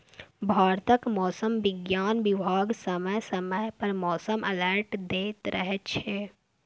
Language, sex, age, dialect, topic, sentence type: Maithili, female, 18-24, Bajjika, agriculture, statement